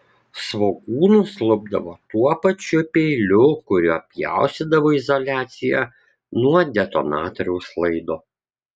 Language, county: Lithuanian, Kaunas